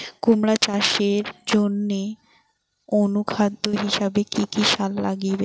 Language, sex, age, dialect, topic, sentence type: Bengali, female, 18-24, Rajbangshi, agriculture, question